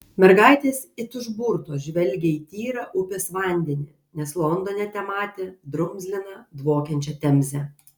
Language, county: Lithuanian, Kaunas